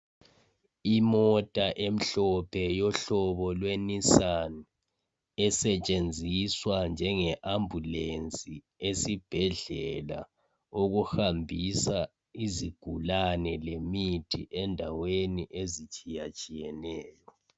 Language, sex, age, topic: North Ndebele, male, 25-35, health